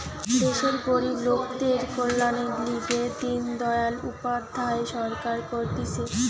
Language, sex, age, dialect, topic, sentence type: Bengali, female, 18-24, Western, banking, statement